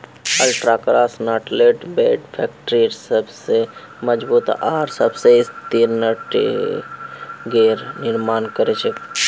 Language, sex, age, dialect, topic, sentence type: Magahi, male, 25-30, Northeastern/Surjapuri, agriculture, statement